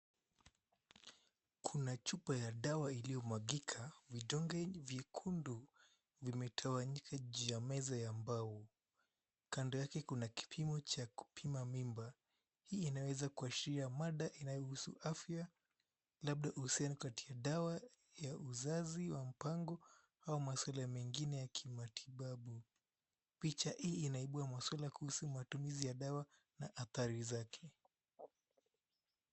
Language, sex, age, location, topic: Swahili, male, 18-24, Mombasa, health